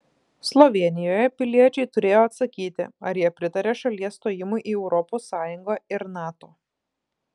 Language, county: Lithuanian, Klaipėda